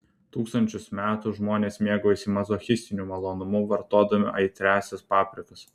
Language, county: Lithuanian, Telšiai